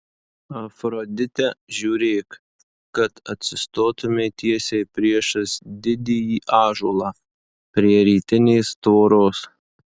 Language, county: Lithuanian, Marijampolė